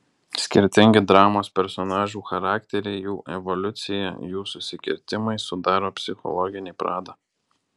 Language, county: Lithuanian, Alytus